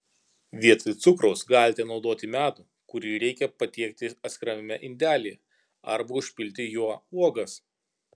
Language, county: Lithuanian, Kaunas